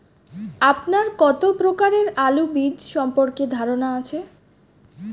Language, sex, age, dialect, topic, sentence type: Bengali, female, 18-24, Standard Colloquial, agriculture, question